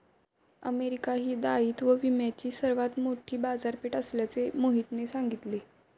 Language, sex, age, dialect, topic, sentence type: Marathi, female, 18-24, Standard Marathi, banking, statement